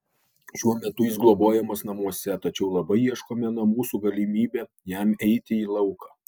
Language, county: Lithuanian, Alytus